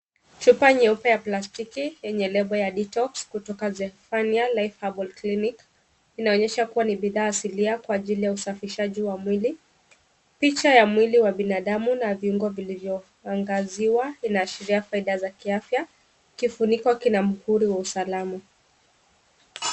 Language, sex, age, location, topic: Swahili, female, 25-35, Kisumu, health